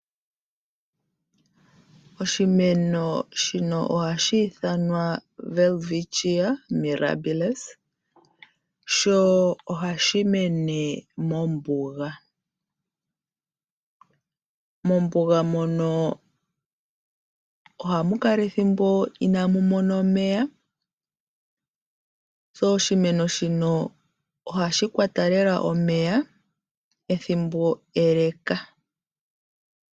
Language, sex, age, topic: Oshiwambo, female, 25-35, agriculture